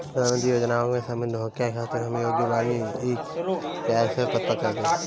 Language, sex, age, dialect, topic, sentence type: Bhojpuri, male, 25-30, Northern, banking, question